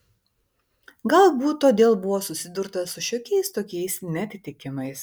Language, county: Lithuanian, Vilnius